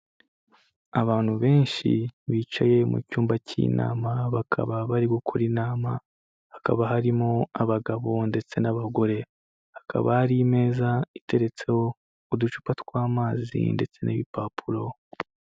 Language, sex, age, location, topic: Kinyarwanda, male, 25-35, Kigali, health